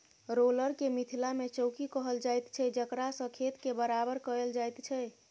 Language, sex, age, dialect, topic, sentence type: Maithili, female, 25-30, Southern/Standard, agriculture, statement